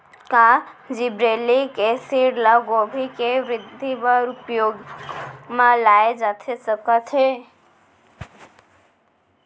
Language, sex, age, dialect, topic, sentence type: Chhattisgarhi, female, 25-30, Central, agriculture, question